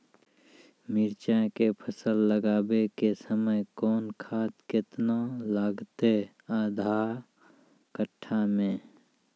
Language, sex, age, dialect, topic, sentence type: Maithili, male, 36-40, Angika, agriculture, question